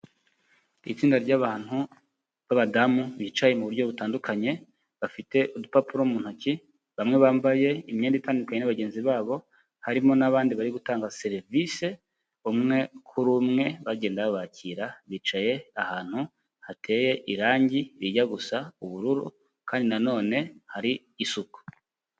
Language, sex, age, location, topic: Kinyarwanda, male, 25-35, Kigali, health